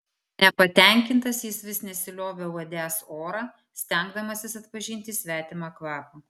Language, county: Lithuanian, Vilnius